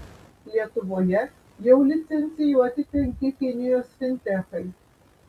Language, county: Lithuanian, Vilnius